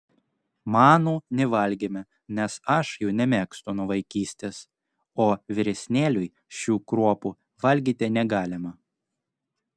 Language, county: Lithuanian, Klaipėda